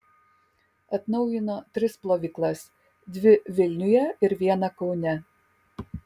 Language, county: Lithuanian, Kaunas